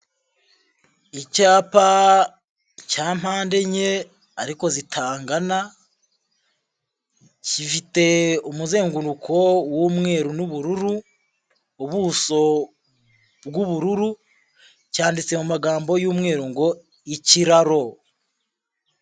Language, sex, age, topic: Kinyarwanda, male, 18-24, government